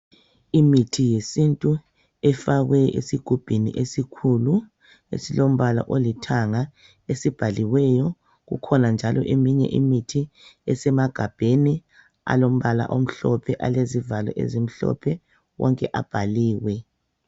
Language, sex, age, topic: North Ndebele, female, 36-49, health